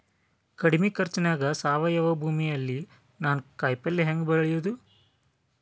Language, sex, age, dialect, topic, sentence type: Kannada, male, 25-30, Dharwad Kannada, agriculture, question